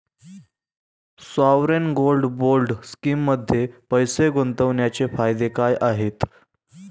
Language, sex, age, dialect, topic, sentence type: Marathi, male, 18-24, Standard Marathi, banking, question